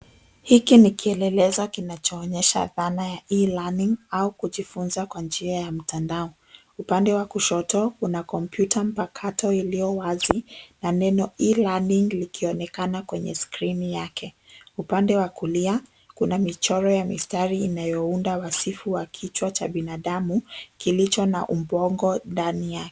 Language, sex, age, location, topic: Swahili, female, 25-35, Nairobi, education